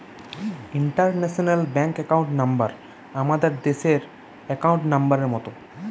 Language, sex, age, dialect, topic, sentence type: Bengali, female, 25-30, Western, banking, statement